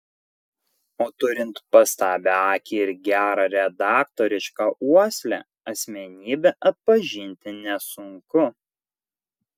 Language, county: Lithuanian, Kaunas